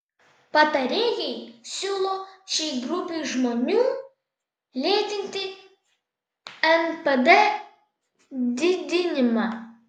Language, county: Lithuanian, Vilnius